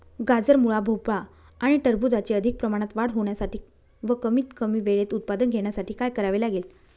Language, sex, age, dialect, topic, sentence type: Marathi, female, 36-40, Northern Konkan, agriculture, question